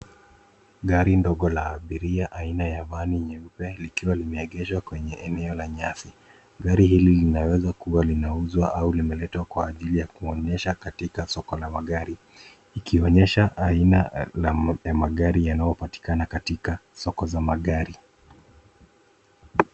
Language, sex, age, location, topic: Swahili, male, 25-35, Nairobi, finance